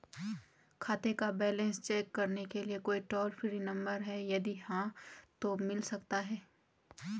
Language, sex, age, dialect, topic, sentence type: Hindi, female, 18-24, Garhwali, banking, question